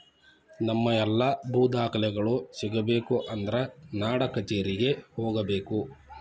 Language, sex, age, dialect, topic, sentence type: Kannada, male, 56-60, Dharwad Kannada, agriculture, statement